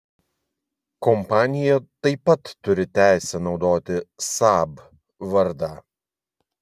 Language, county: Lithuanian, Vilnius